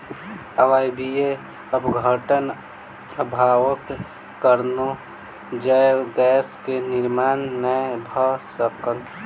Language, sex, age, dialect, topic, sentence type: Maithili, male, 18-24, Southern/Standard, agriculture, statement